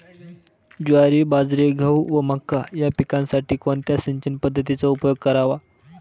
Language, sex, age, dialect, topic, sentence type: Marathi, male, 18-24, Northern Konkan, agriculture, question